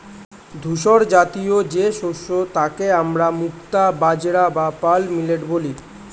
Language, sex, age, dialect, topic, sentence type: Bengali, male, 18-24, Standard Colloquial, agriculture, statement